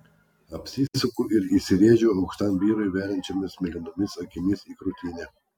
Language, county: Lithuanian, Klaipėda